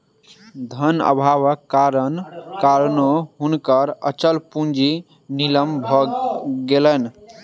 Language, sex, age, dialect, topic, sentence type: Maithili, male, 18-24, Southern/Standard, banking, statement